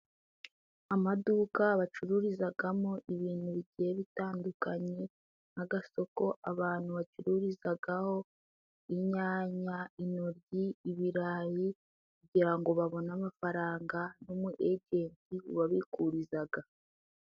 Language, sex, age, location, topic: Kinyarwanda, female, 18-24, Musanze, finance